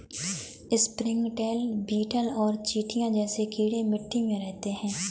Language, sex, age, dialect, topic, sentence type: Hindi, female, 18-24, Kanauji Braj Bhasha, agriculture, statement